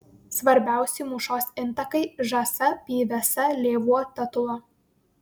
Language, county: Lithuanian, Vilnius